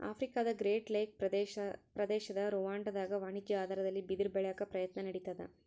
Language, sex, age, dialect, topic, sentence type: Kannada, female, 18-24, Central, agriculture, statement